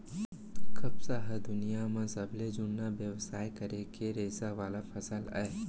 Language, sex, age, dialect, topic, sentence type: Chhattisgarhi, male, 60-100, Central, agriculture, statement